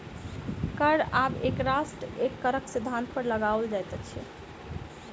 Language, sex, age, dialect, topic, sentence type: Maithili, female, 25-30, Southern/Standard, banking, statement